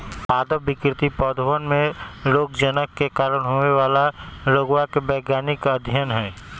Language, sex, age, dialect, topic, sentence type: Magahi, male, 18-24, Western, agriculture, statement